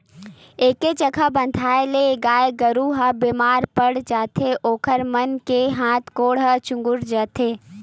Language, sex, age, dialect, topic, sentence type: Chhattisgarhi, female, 18-24, Western/Budati/Khatahi, agriculture, statement